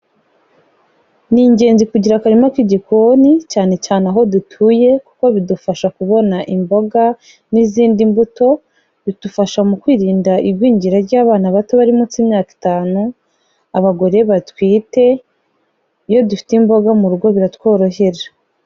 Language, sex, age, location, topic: Kinyarwanda, female, 25-35, Kigali, health